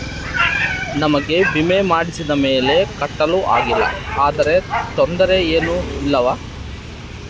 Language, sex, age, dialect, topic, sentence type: Kannada, male, 31-35, Central, banking, question